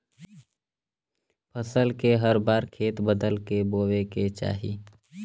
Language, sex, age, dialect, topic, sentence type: Bhojpuri, male, <18, Western, agriculture, statement